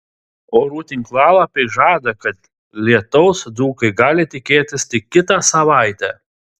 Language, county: Lithuanian, Telšiai